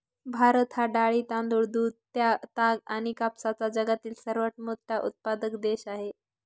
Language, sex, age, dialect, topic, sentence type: Marathi, female, 25-30, Northern Konkan, agriculture, statement